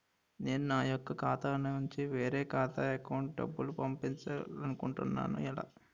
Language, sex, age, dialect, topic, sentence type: Telugu, male, 51-55, Utterandhra, banking, question